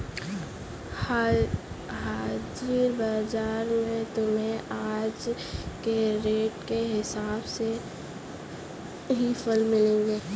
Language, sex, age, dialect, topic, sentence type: Hindi, female, 18-24, Kanauji Braj Bhasha, banking, statement